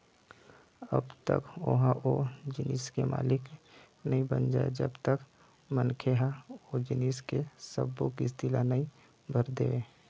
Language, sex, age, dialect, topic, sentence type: Chhattisgarhi, male, 25-30, Eastern, banking, statement